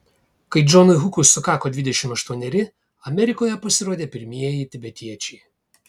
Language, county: Lithuanian, Kaunas